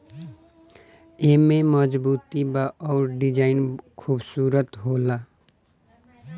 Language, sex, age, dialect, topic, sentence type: Bhojpuri, male, <18, Northern, agriculture, statement